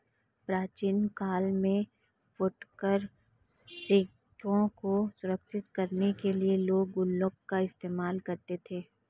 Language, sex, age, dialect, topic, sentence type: Hindi, female, 25-30, Marwari Dhudhari, banking, statement